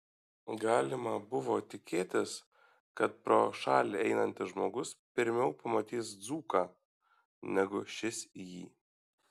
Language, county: Lithuanian, Šiauliai